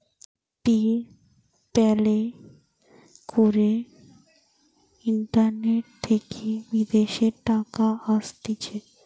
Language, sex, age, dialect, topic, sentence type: Bengali, female, 18-24, Western, banking, statement